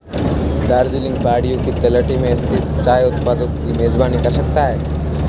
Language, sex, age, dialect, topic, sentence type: Hindi, male, 18-24, Marwari Dhudhari, agriculture, statement